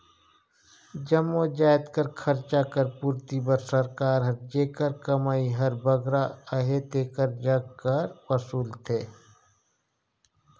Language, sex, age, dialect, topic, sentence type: Chhattisgarhi, male, 46-50, Northern/Bhandar, banking, statement